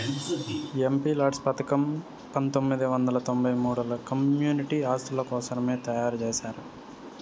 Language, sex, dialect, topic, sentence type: Telugu, male, Southern, banking, statement